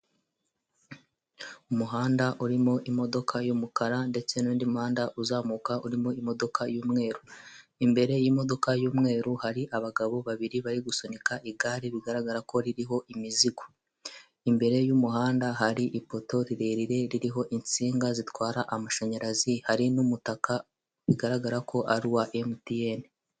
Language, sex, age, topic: Kinyarwanda, male, 18-24, government